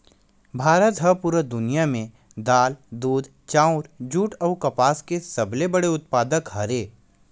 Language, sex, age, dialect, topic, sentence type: Chhattisgarhi, male, 18-24, Western/Budati/Khatahi, agriculture, statement